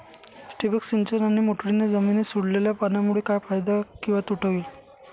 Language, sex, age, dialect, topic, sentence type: Marathi, male, 56-60, Northern Konkan, agriculture, question